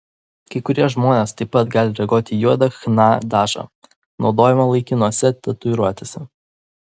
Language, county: Lithuanian, Vilnius